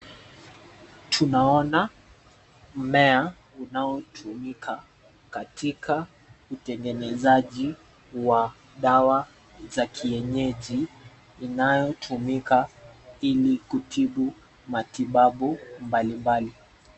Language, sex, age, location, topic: Swahili, male, 25-35, Nairobi, health